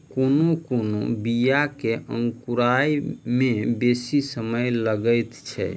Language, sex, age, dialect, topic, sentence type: Maithili, male, 31-35, Southern/Standard, agriculture, statement